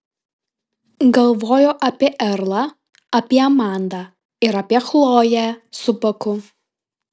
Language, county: Lithuanian, Telšiai